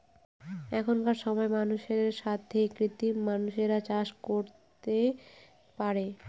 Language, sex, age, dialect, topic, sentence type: Bengali, female, 25-30, Northern/Varendri, agriculture, statement